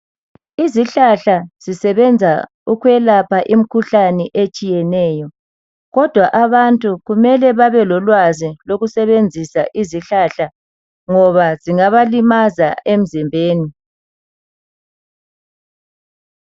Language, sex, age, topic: North Ndebele, male, 50+, health